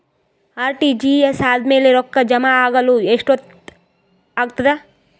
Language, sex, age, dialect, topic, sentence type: Kannada, female, 18-24, Northeastern, banking, question